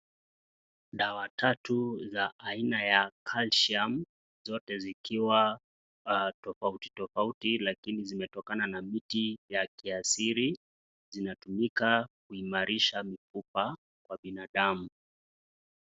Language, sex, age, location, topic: Swahili, male, 25-35, Nakuru, health